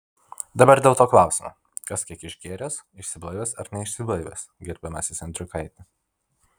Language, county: Lithuanian, Vilnius